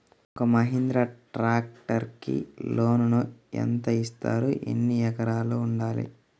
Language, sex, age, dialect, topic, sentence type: Telugu, male, 36-40, Central/Coastal, agriculture, question